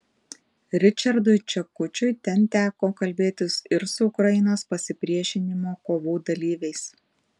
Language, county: Lithuanian, Panevėžys